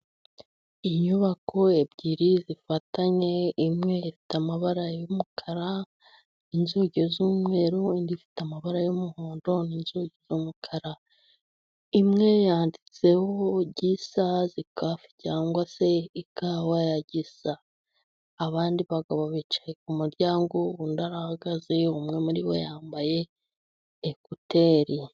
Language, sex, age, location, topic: Kinyarwanda, female, 25-35, Musanze, finance